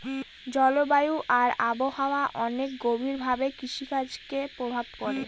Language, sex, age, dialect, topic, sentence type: Bengali, female, 18-24, Northern/Varendri, agriculture, statement